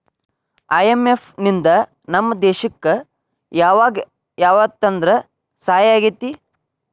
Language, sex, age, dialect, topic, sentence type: Kannada, male, 46-50, Dharwad Kannada, banking, statement